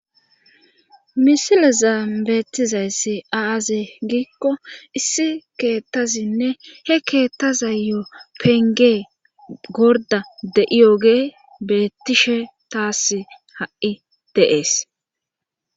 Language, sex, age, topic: Gamo, female, 25-35, government